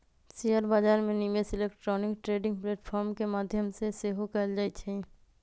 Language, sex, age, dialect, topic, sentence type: Magahi, female, 31-35, Western, banking, statement